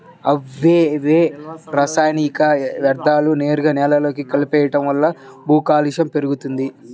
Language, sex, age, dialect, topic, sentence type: Telugu, male, 18-24, Central/Coastal, agriculture, statement